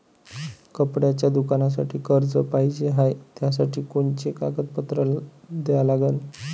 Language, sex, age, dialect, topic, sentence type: Marathi, male, 25-30, Varhadi, banking, question